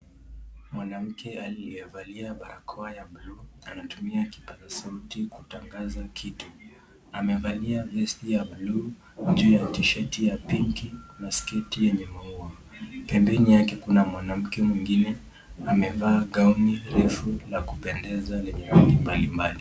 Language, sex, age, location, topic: Swahili, male, 18-24, Nakuru, health